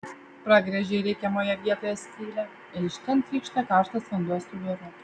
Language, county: Lithuanian, Vilnius